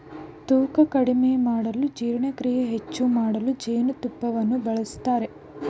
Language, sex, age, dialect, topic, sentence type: Kannada, female, 18-24, Mysore Kannada, agriculture, statement